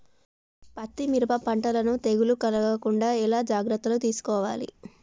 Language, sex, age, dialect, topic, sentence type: Telugu, female, 25-30, Telangana, agriculture, question